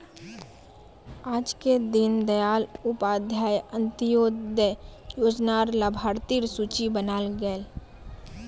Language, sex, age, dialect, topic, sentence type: Magahi, female, 18-24, Northeastern/Surjapuri, banking, statement